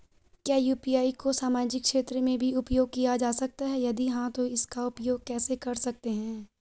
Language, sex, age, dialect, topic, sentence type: Hindi, female, 41-45, Garhwali, banking, question